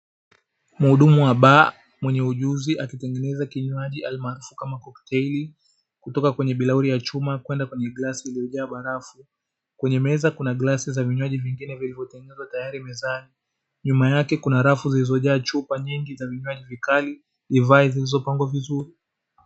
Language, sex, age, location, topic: Swahili, male, 25-35, Dar es Salaam, finance